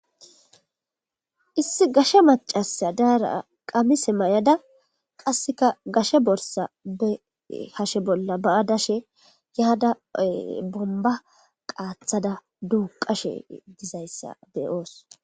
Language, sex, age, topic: Gamo, female, 25-35, government